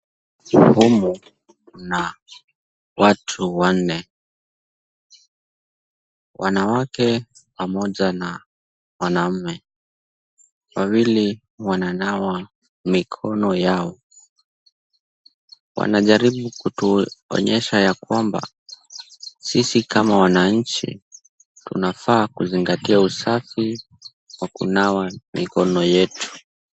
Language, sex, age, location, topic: Swahili, male, 18-24, Kisumu, health